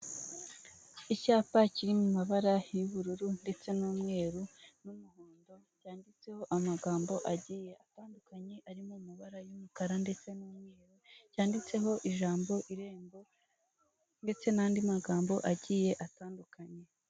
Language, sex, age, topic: Kinyarwanda, female, 18-24, finance